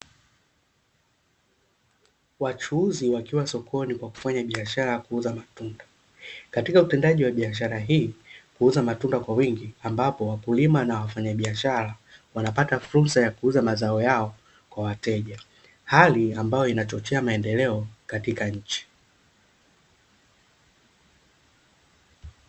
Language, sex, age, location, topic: Swahili, male, 25-35, Dar es Salaam, finance